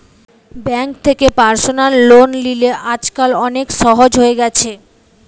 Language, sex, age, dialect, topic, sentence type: Bengali, female, 18-24, Western, banking, statement